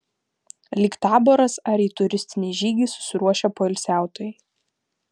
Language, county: Lithuanian, Vilnius